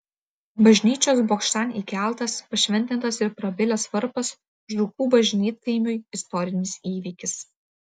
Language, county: Lithuanian, Vilnius